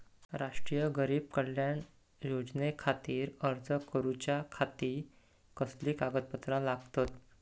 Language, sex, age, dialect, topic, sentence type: Marathi, male, 25-30, Southern Konkan, banking, question